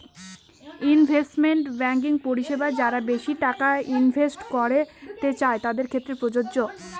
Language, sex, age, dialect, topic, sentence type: Bengali, female, 18-24, Northern/Varendri, banking, statement